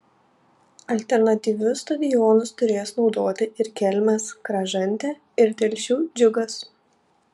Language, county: Lithuanian, Panevėžys